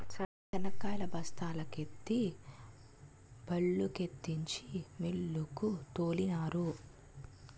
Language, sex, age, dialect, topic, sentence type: Telugu, female, 46-50, Utterandhra, agriculture, statement